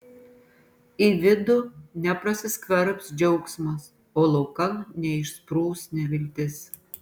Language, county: Lithuanian, Panevėžys